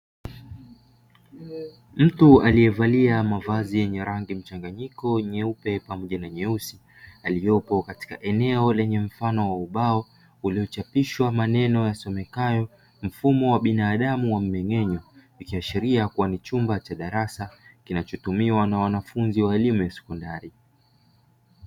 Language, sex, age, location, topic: Swahili, male, 25-35, Dar es Salaam, education